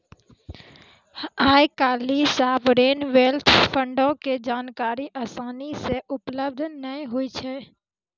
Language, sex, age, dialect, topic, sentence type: Maithili, female, 18-24, Angika, banking, statement